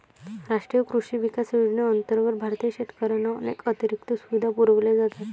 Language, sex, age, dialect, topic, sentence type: Marathi, female, 18-24, Varhadi, agriculture, statement